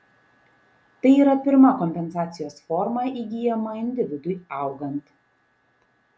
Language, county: Lithuanian, Šiauliai